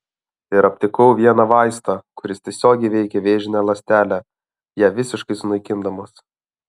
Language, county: Lithuanian, Alytus